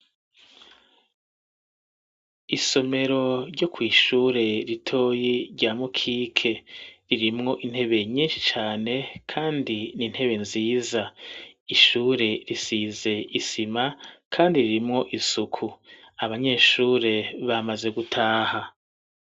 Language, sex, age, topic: Rundi, male, 50+, education